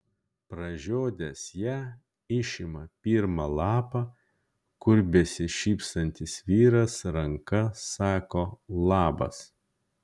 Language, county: Lithuanian, Kaunas